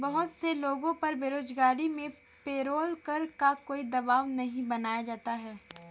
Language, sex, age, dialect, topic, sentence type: Hindi, female, 18-24, Kanauji Braj Bhasha, banking, statement